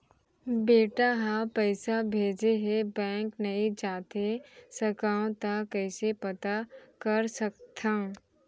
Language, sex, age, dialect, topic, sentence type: Chhattisgarhi, female, 18-24, Central, banking, question